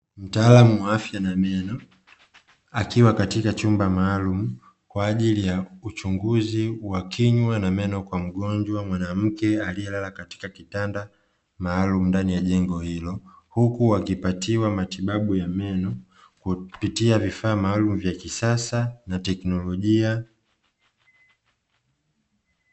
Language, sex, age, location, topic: Swahili, male, 25-35, Dar es Salaam, health